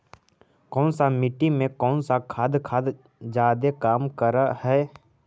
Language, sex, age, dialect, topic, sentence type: Magahi, male, 18-24, Central/Standard, agriculture, question